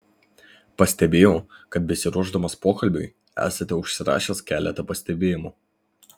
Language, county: Lithuanian, Vilnius